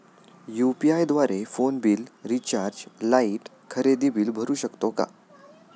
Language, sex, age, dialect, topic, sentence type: Marathi, male, 18-24, Standard Marathi, banking, question